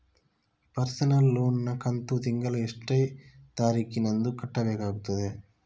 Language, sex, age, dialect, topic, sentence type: Kannada, male, 25-30, Coastal/Dakshin, banking, question